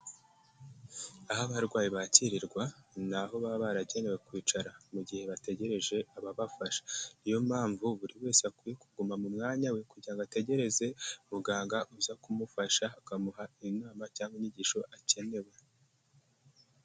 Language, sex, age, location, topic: Kinyarwanda, male, 18-24, Kigali, health